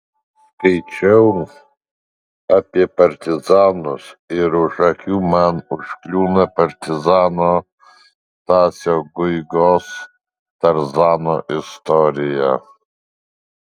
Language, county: Lithuanian, Alytus